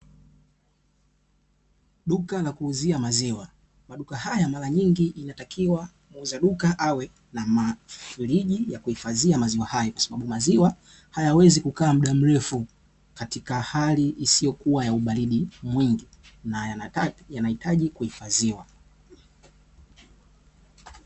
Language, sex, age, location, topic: Swahili, male, 18-24, Dar es Salaam, finance